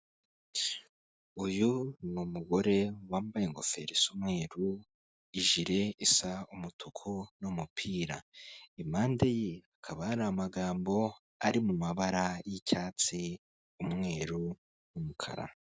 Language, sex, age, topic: Kinyarwanda, male, 25-35, finance